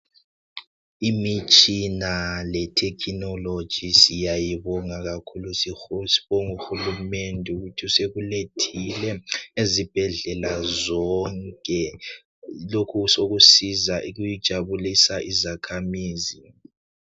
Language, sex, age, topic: North Ndebele, male, 18-24, health